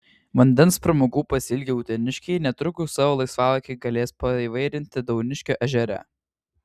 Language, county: Lithuanian, Vilnius